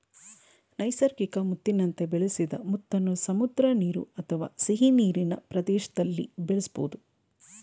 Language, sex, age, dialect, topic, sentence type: Kannada, female, 31-35, Mysore Kannada, agriculture, statement